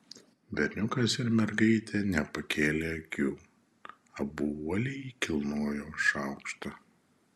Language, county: Lithuanian, Šiauliai